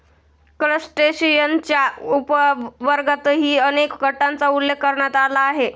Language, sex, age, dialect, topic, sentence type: Marathi, male, 18-24, Standard Marathi, agriculture, statement